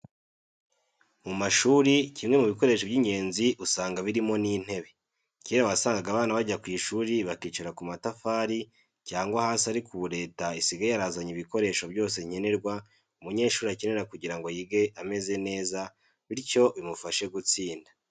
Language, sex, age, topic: Kinyarwanda, male, 18-24, education